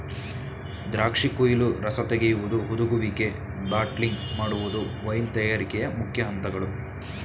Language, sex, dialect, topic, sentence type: Kannada, male, Mysore Kannada, agriculture, statement